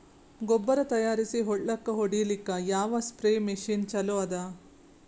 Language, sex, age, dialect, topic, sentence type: Kannada, female, 41-45, Northeastern, agriculture, question